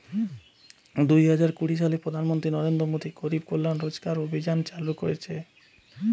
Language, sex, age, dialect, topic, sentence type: Bengali, male, 31-35, Western, banking, statement